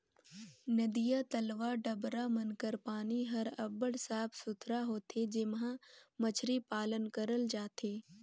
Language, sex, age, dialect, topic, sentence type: Chhattisgarhi, female, 18-24, Northern/Bhandar, agriculture, statement